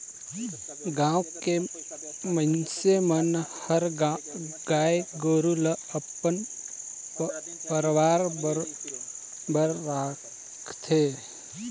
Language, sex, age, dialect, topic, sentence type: Chhattisgarhi, male, 18-24, Northern/Bhandar, agriculture, statement